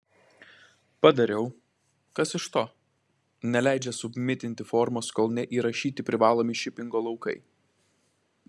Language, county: Lithuanian, Klaipėda